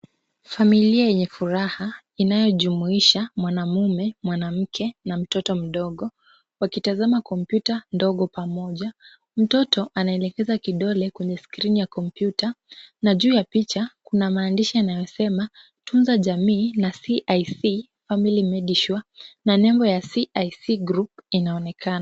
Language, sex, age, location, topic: Swahili, female, 18-24, Kisumu, finance